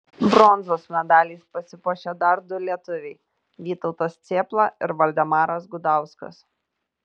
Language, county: Lithuanian, Tauragė